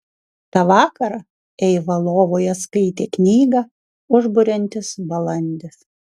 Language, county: Lithuanian, Kaunas